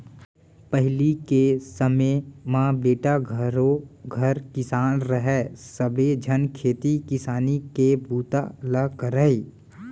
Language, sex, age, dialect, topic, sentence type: Chhattisgarhi, male, 18-24, Central, agriculture, statement